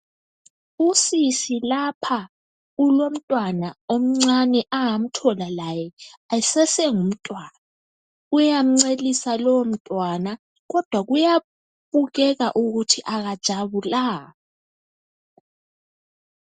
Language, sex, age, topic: North Ndebele, female, 18-24, health